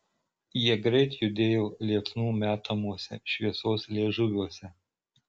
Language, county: Lithuanian, Marijampolė